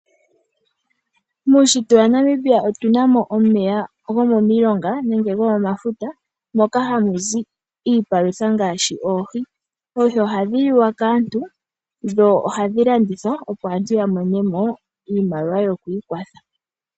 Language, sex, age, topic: Oshiwambo, female, 18-24, agriculture